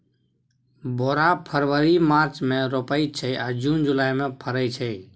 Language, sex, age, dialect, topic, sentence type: Maithili, male, 18-24, Bajjika, agriculture, statement